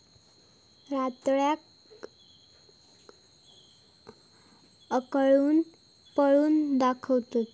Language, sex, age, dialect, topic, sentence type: Marathi, female, 18-24, Southern Konkan, agriculture, statement